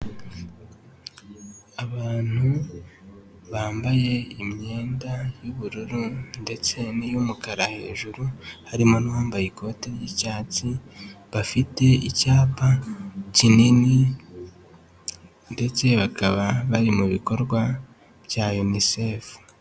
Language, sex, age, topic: Kinyarwanda, male, 18-24, health